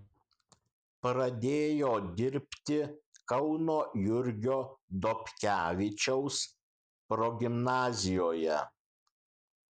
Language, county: Lithuanian, Kaunas